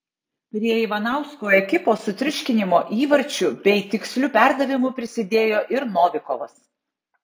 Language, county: Lithuanian, Tauragė